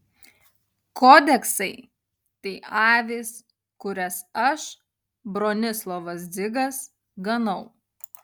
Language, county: Lithuanian, Utena